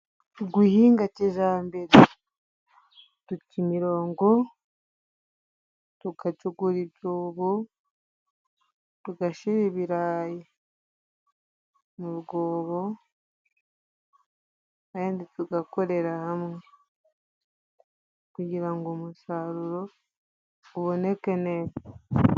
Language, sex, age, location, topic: Kinyarwanda, female, 25-35, Musanze, agriculture